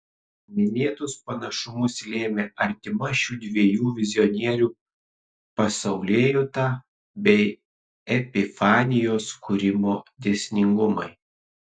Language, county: Lithuanian, Kaunas